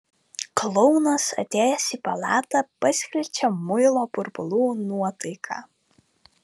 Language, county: Lithuanian, Vilnius